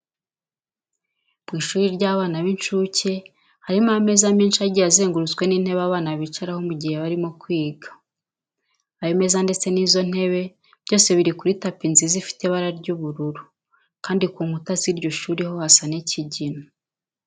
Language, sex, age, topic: Kinyarwanda, female, 36-49, education